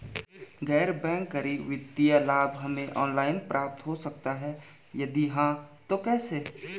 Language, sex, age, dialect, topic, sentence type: Hindi, male, 18-24, Garhwali, banking, question